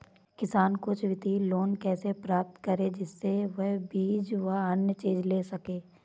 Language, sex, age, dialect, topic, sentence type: Hindi, female, 18-24, Awadhi Bundeli, agriculture, question